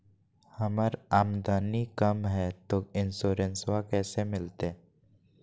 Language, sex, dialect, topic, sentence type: Magahi, male, Southern, banking, question